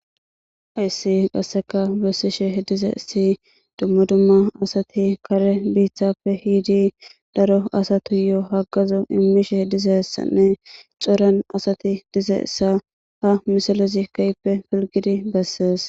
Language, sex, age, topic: Gamo, female, 18-24, government